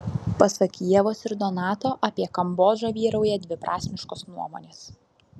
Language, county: Lithuanian, Vilnius